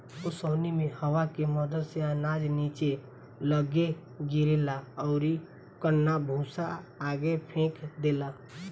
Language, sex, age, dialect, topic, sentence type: Bhojpuri, female, 18-24, Southern / Standard, agriculture, statement